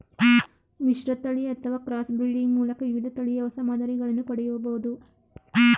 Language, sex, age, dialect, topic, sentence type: Kannada, female, 36-40, Mysore Kannada, agriculture, statement